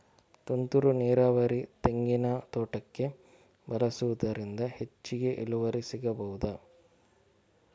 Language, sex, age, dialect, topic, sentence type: Kannada, male, 41-45, Coastal/Dakshin, agriculture, question